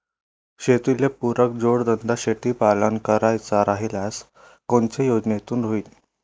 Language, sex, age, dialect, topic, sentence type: Marathi, male, 18-24, Varhadi, agriculture, question